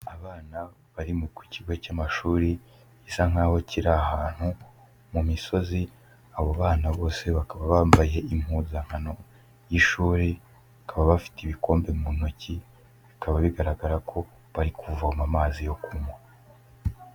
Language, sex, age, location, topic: Kinyarwanda, male, 18-24, Kigali, health